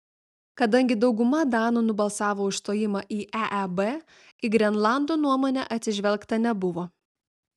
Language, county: Lithuanian, Vilnius